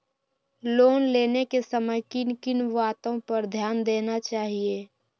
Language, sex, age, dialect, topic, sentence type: Magahi, female, 18-24, Western, banking, question